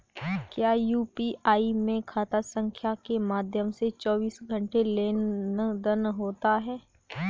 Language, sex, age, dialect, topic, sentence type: Hindi, female, 18-24, Kanauji Braj Bhasha, banking, statement